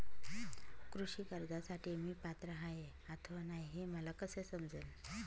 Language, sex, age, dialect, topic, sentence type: Marathi, female, 25-30, Northern Konkan, banking, question